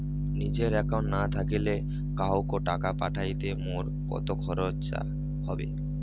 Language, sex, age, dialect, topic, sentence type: Bengali, male, 18-24, Rajbangshi, banking, question